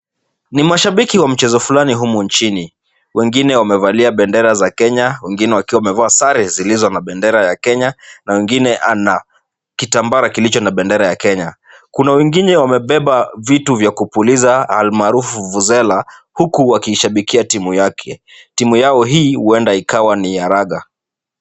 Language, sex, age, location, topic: Swahili, male, 36-49, Kisumu, government